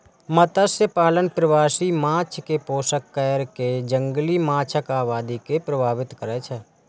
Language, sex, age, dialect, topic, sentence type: Maithili, male, 25-30, Eastern / Thethi, agriculture, statement